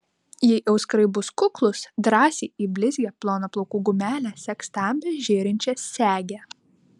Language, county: Lithuanian, Vilnius